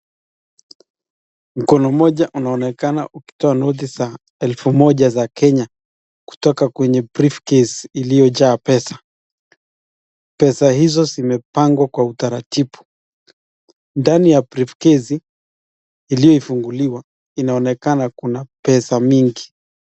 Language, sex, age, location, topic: Swahili, male, 25-35, Nakuru, finance